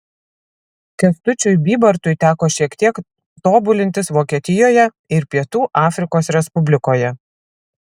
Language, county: Lithuanian, Vilnius